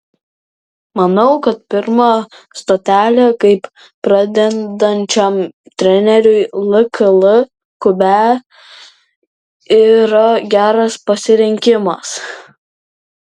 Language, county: Lithuanian, Vilnius